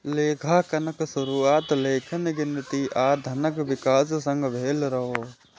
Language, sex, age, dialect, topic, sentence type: Maithili, male, 18-24, Eastern / Thethi, banking, statement